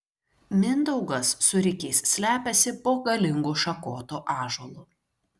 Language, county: Lithuanian, Šiauliai